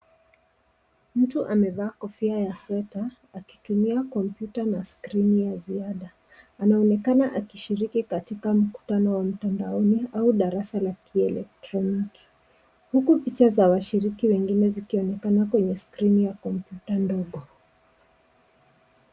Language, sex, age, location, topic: Swahili, female, 25-35, Nairobi, education